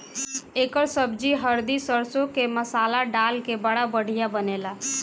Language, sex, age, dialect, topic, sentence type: Bhojpuri, female, 18-24, Northern, agriculture, statement